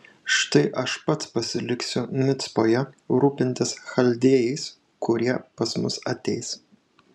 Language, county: Lithuanian, Šiauliai